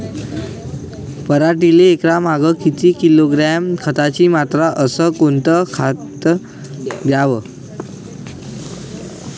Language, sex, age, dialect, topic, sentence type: Marathi, male, 25-30, Varhadi, agriculture, question